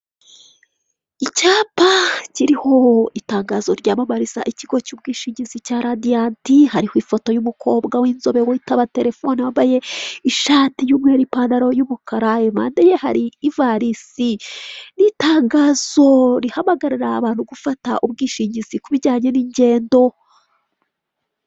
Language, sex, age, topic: Kinyarwanda, female, 36-49, finance